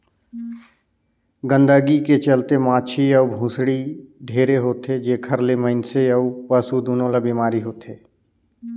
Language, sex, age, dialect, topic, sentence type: Chhattisgarhi, male, 31-35, Northern/Bhandar, agriculture, statement